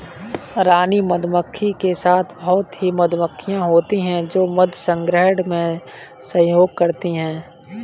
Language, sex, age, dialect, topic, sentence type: Hindi, male, 18-24, Kanauji Braj Bhasha, agriculture, statement